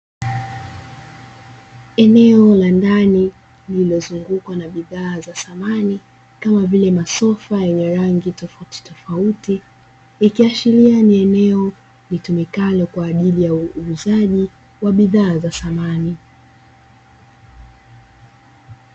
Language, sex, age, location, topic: Swahili, female, 18-24, Dar es Salaam, finance